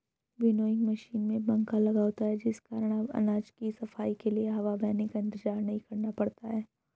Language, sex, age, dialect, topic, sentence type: Hindi, female, 25-30, Hindustani Malvi Khadi Boli, agriculture, statement